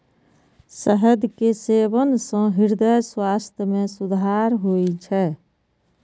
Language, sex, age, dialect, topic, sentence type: Maithili, female, 18-24, Eastern / Thethi, agriculture, statement